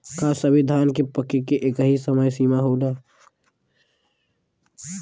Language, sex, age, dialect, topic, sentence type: Bhojpuri, male, <18, Western, agriculture, question